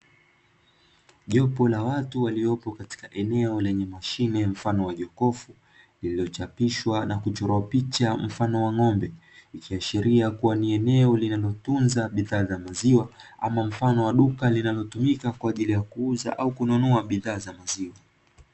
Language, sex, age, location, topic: Swahili, male, 18-24, Dar es Salaam, finance